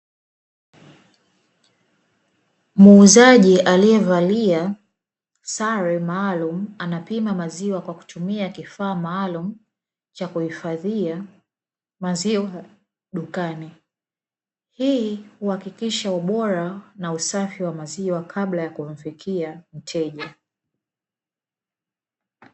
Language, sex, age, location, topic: Swahili, female, 25-35, Dar es Salaam, finance